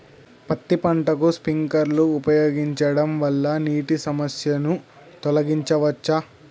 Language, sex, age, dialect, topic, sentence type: Telugu, male, 18-24, Telangana, agriculture, question